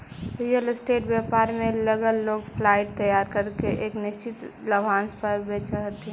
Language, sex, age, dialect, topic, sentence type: Magahi, female, 18-24, Central/Standard, banking, statement